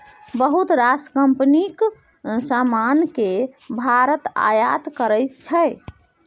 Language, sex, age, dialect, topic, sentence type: Maithili, female, 18-24, Bajjika, banking, statement